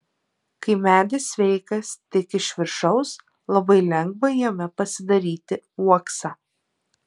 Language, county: Lithuanian, Alytus